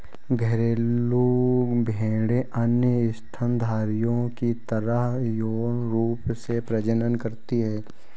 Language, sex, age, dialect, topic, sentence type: Hindi, male, 18-24, Kanauji Braj Bhasha, agriculture, statement